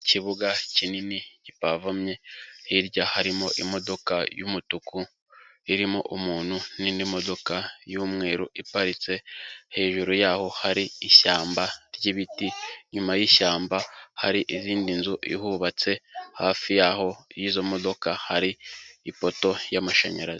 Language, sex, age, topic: Kinyarwanda, male, 18-24, government